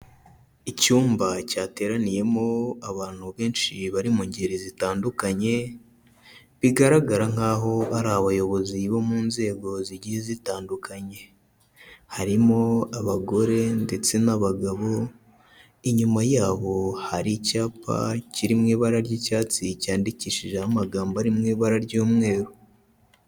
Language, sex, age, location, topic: Kinyarwanda, male, 18-24, Kigali, health